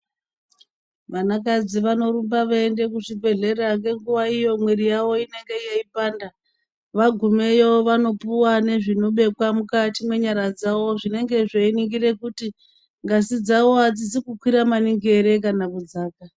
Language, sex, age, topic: Ndau, female, 36-49, health